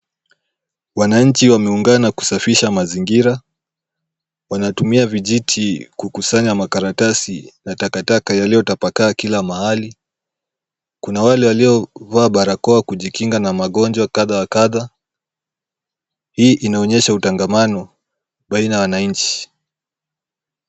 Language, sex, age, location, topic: Swahili, male, 18-24, Kisumu, health